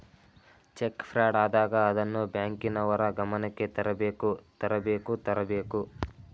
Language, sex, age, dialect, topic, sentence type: Kannada, male, 18-24, Mysore Kannada, banking, statement